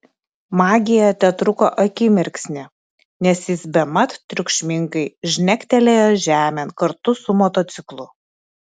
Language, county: Lithuanian, Klaipėda